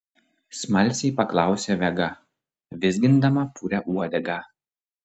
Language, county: Lithuanian, Klaipėda